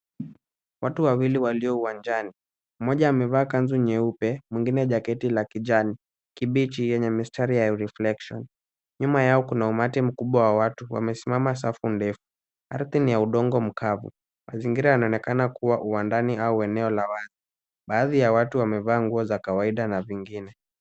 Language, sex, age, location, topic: Swahili, male, 18-24, Kisumu, health